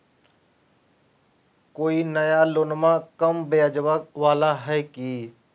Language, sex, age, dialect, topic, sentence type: Magahi, male, 25-30, Southern, banking, question